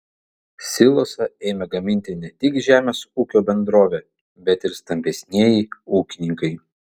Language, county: Lithuanian, Vilnius